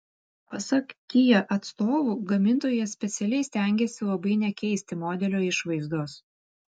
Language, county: Lithuanian, Vilnius